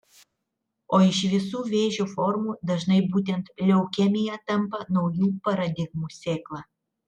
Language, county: Lithuanian, Telšiai